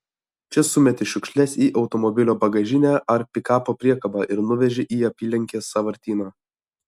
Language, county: Lithuanian, Alytus